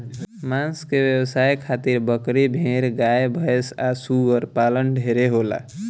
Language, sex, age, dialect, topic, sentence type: Bhojpuri, male, 18-24, Southern / Standard, agriculture, statement